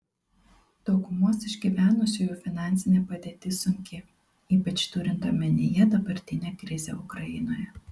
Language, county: Lithuanian, Kaunas